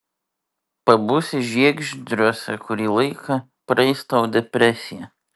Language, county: Lithuanian, Šiauliai